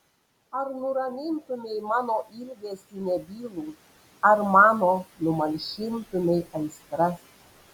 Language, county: Lithuanian, Panevėžys